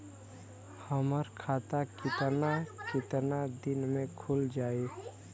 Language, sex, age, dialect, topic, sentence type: Bhojpuri, male, <18, Western, banking, question